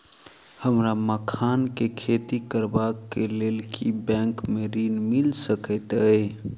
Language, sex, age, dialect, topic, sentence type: Maithili, male, 36-40, Southern/Standard, banking, question